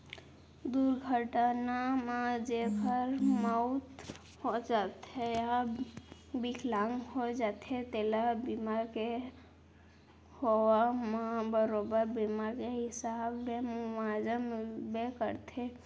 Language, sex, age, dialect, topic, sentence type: Chhattisgarhi, female, 18-24, Central, banking, statement